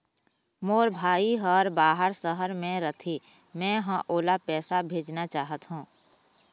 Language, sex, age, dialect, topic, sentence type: Chhattisgarhi, female, 25-30, Eastern, banking, statement